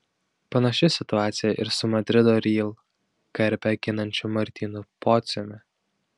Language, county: Lithuanian, Šiauliai